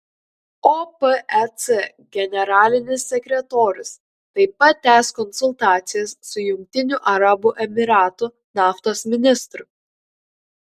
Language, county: Lithuanian, Kaunas